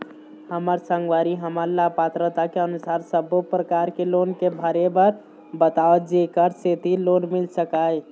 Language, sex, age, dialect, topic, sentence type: Chhattisgarhi, male, 18-24, Eastern, banking, question